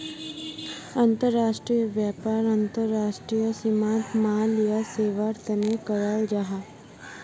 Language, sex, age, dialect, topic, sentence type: Magahi, female, 51-55, Northeastern/Surjapuri, banking, statement